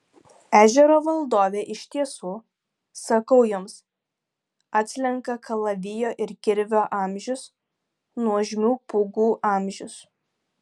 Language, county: Lithuanian, Kaunas